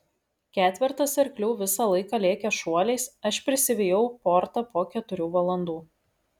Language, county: Lithuanian, Šiauliai